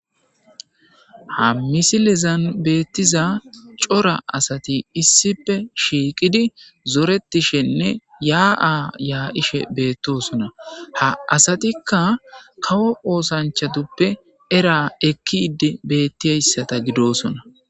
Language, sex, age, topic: Gamo, male, 25-35, agriculture